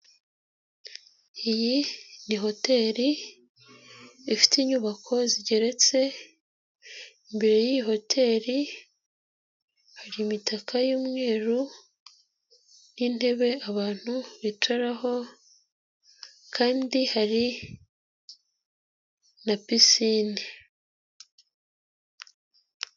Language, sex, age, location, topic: Kinyarwanda, female, 18-24, Nyagatare, finance